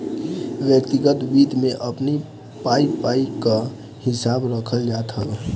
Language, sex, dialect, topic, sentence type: Bhojpuri, male, Northern, banking, statement